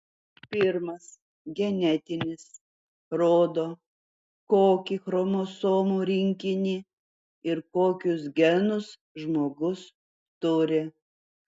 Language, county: Lithuanian, Vilnius